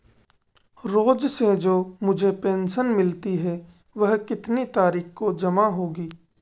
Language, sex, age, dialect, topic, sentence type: Hindi, male, 18-24, Marwari Dhudhari, banking, question